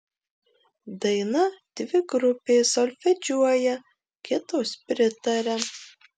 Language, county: Lithuanian, Marijampolė